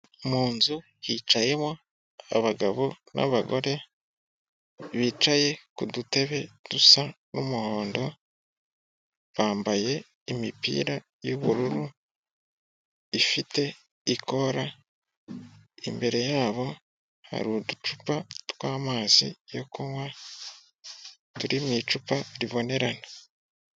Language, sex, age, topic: Kinyarwanda, male, 18-24, government